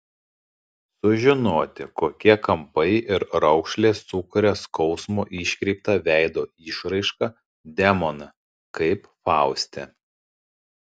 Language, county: Lithuanian, Panevėžys